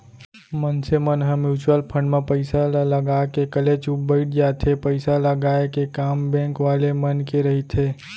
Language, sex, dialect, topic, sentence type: Chhattisgarhi, male, Central, banking, statement